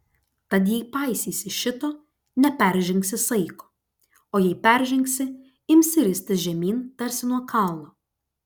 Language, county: Lithuanian, Klaipėda